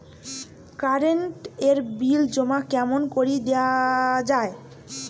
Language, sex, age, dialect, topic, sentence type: Bengali, female, 18-24, Rajbangshi, banking, question